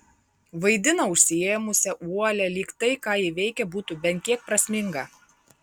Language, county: Lithuanian, Marijampolė